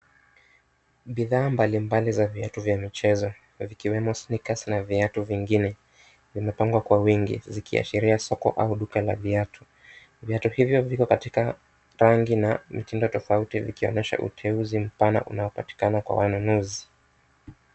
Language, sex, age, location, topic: Swahili, male, 25-35, Kisumu, finance